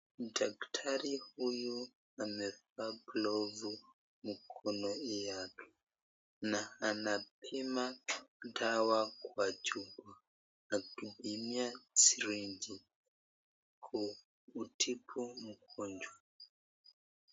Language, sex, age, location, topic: Swahili, male, 25-35, Nakuru, health